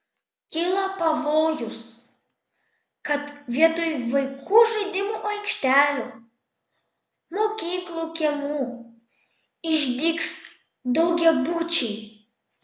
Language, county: Lithuanian, Vilnius